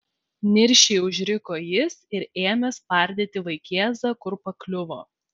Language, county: Lithuanian, Vilnius